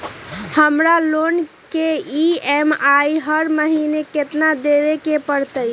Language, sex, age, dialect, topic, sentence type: Magahi, female, 36-40, Western, banking, question